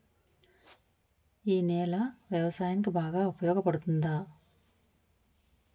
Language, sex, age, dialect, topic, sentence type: Telugu, female, 41-45, Utterandhra, agriculture, question